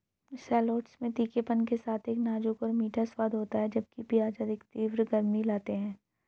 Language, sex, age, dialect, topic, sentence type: Hindi, female, 25-30, Hindustani Malvi Khadi Boli, agriculture, statement